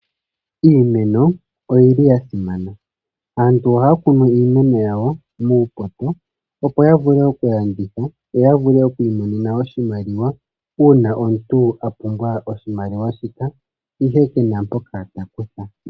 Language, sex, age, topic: Oshiwambo, male, 25-35, agriculture